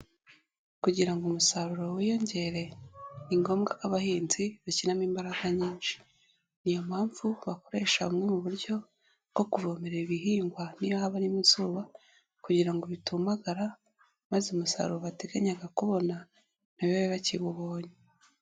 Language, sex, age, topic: Kinyarwanda, female, 18-24, agriculture